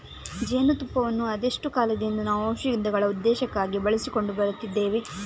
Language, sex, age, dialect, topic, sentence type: Kannada, female, 31-35, Coastal/Dakshin, agriculture, statement